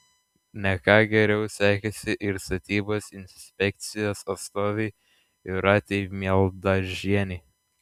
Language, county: Lithuanian, Klaipėda